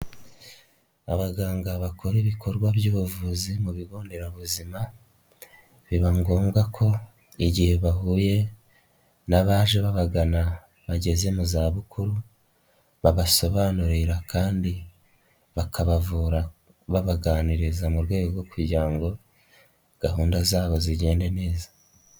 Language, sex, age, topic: Kinyarwanda, male, 18-24, health